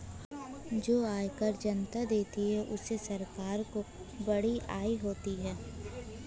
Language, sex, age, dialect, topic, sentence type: Hindi, female, 18-24, Hindustani Malvi Khadi Boli, banking, statement